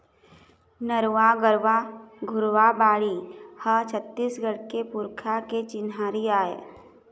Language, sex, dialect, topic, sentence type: Chhattisgarhi, female, Eastern, agriculture, statement